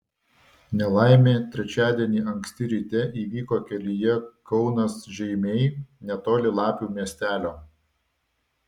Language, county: Lithuanian, Vilnius